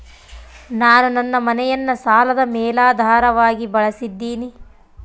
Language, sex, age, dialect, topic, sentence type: Kannada, female, 18-24, Central, banking, statement